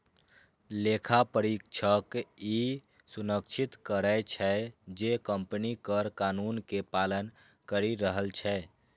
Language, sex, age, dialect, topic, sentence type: Maithili, male, 18-24, Eastern / Thethi, banking, statement